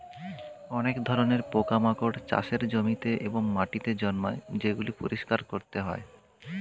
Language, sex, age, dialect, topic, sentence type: Bengali, male, 25-30, Standard Colloquial, agriculture, statement